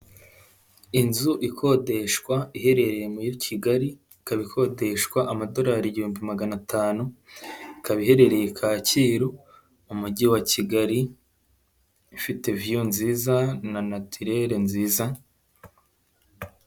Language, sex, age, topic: Kinyarwanda, male, 18-24, finance